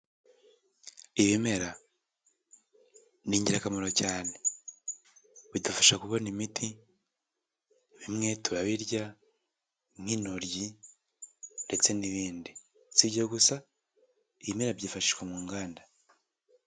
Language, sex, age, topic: Kinyarwanda, male, 18-24, health